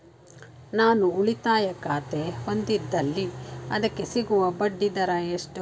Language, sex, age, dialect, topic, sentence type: Kannada, female, 46-50, Mysore Kannada, banking, question